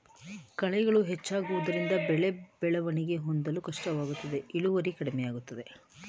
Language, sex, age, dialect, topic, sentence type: Kannada, female, 36-40, Mysore Kannada, agriculture, statement